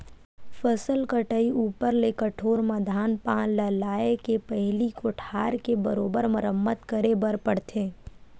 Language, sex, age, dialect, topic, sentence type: Chhattisgarhi, female, 18-24, Western/Budati/Khatahi, agriculture, statement